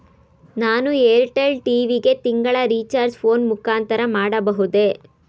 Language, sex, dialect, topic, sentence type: Kannada, female, Mysore Kannada, banking, question